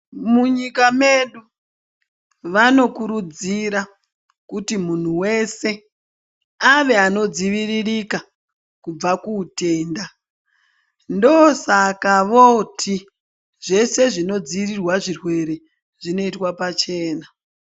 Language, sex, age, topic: Ndau, male, 18-24, health